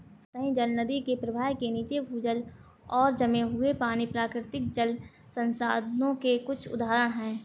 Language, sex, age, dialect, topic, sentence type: Hindi, female, 18-24, Awadhi Bundeli, agriculture, statement